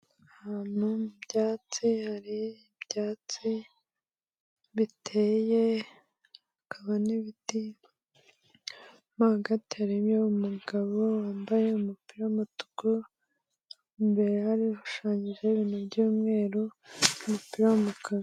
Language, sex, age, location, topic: Kinyarwanda, female, 18-24, Kigali, health